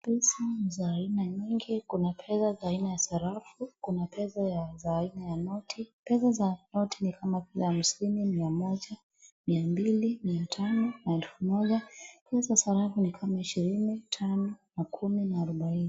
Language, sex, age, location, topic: Swahili, female, 25-35, Wajir, finance